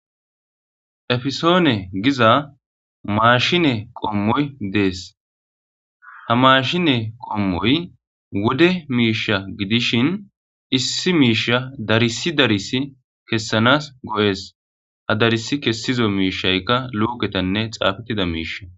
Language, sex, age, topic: Gamo, male, 18-24, government